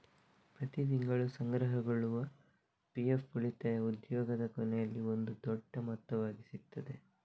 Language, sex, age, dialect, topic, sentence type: Kannada, male, 18-24, Coastal/Dakshin, banking, statement